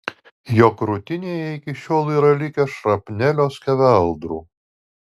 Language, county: Lithuanian, Alytus